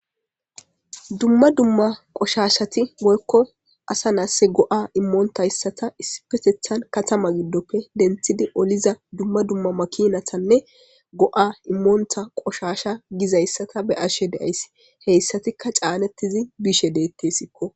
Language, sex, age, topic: Gamo, female, 18-24, government